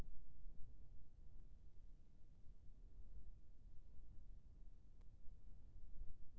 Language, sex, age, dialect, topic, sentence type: Chhattisgarhi, male, 56-60, Eastern, banking, question